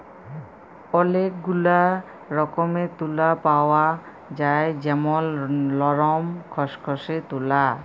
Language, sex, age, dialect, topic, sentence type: Bengali, female, 31-35, Jharkhandi, agriculture, statement